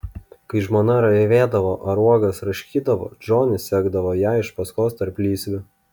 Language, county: Lithuanian, Kaunas